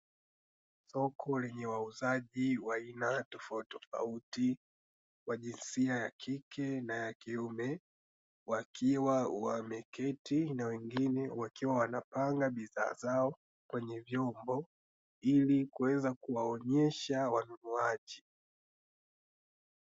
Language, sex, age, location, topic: Swahili, male, 18-24, Dar es Salaam, finance